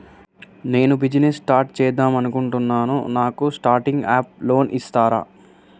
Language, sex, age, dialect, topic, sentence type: Telugu, male, 18-24, Telangana, banking, question